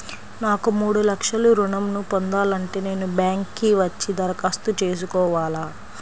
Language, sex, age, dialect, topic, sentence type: Telugu, female, 25-30, Central/Coastal, banking, question